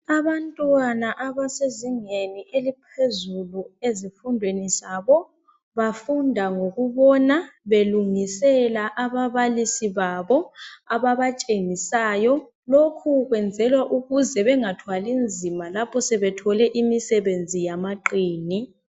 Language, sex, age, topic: North Ndebele, male, 25-35, education